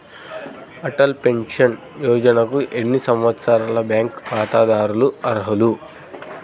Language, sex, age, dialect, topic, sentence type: Telugu, male, 31-35, Central/Coastal, banking, question